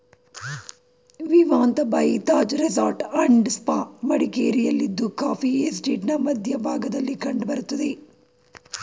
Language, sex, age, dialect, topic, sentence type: Kannada, female, 36-40, Mysore Kannada, agriculture, statement